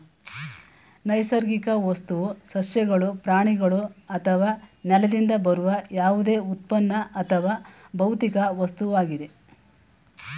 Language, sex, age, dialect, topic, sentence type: Kannada, female, 18-24, Mysore Kannada, agriculture, statement